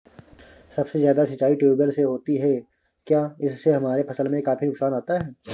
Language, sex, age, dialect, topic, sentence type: Hindi, male, 25-30, Awadhi Bundeli, agriculture, question